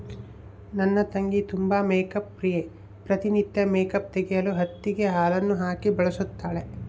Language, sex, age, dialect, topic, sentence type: Kannada, male, 25-30, Central, agriculture, statement